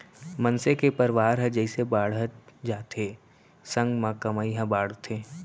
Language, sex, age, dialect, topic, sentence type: Chhattisgarhi, male, 18-24, Central, banking, statement